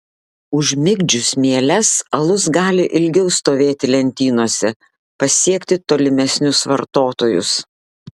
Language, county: Lithuanian, Klaipėda